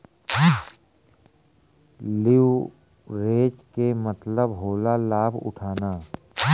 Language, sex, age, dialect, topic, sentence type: Bhojpuri, male, 41-45, Western, banking, statement